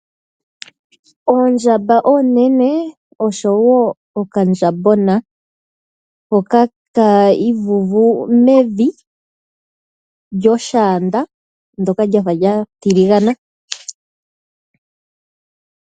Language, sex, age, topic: Oshiwambo, female, 25-35, agriculture